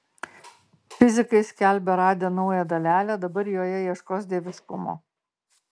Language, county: Lithuanian, Marijampolė